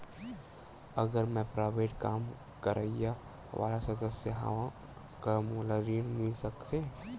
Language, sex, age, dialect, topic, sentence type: Chhattisgarhi, male, 18-24, Western/Budati/Khatahi, banking, question